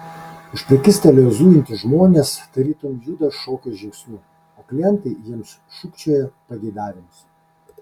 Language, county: Lithuanian, Kaunas